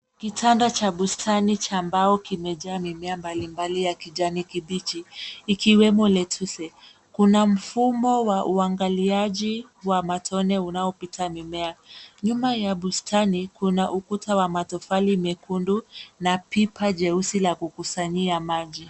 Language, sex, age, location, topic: Swahili, female, 18-24, Nairobi, agriculture